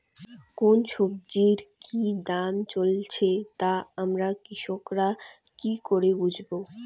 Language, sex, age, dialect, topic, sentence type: Bengali, female, 18-24, Rajbangshi, agriculture, question